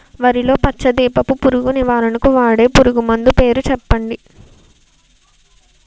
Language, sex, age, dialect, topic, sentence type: Telugu, female, 18-24, Utterandhra, agriculture, question